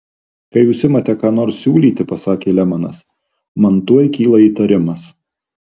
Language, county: Lithuanian, Marijampolė